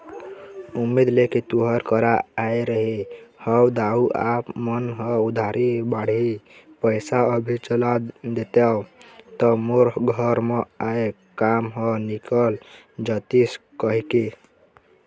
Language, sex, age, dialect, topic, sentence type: Chhattisgarhi, male, 18-24, Eastern, banking, statement